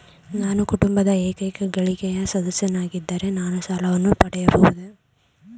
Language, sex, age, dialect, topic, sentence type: Kannada, female, 25-30, Mysore Kannada, banking, question